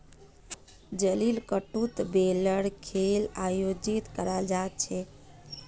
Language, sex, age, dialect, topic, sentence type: Magahi, female, 31-35, Northeastern/Surjapuri, agriculture, statement